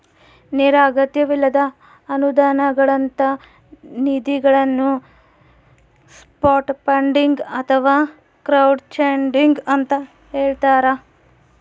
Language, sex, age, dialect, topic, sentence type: Kannada, female, 18-24, Central, banking, statement